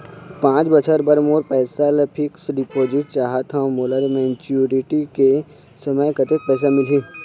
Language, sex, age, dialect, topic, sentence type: Chhattisgarhi, male, 18-24, Eastern, banking, question